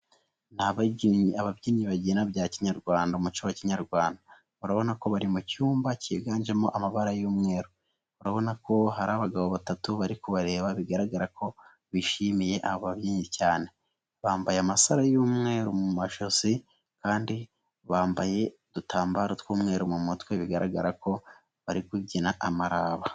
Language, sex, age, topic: Kinyarwanda, male, 18-24, government